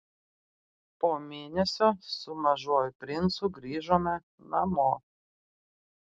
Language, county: Lithuanian, Klaipėda